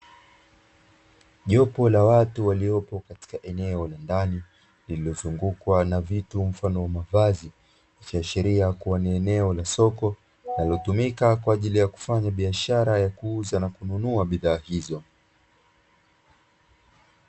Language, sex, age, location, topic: Swahili, male, 25-35, Dar es Salaam, finance